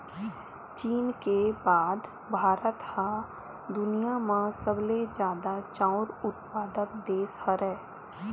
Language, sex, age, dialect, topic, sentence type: Chhattisgarhi, female, 18-24, Western/Budati/Khatahi, agriculture, statement